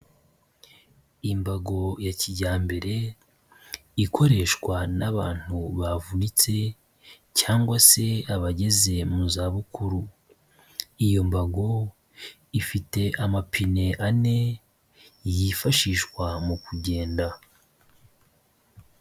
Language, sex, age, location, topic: Kinyarwanda, male, 25-35, Kigali, health